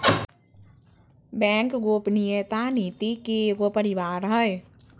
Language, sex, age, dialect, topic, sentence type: Magahi, female, 25-30, Southern, banking, statement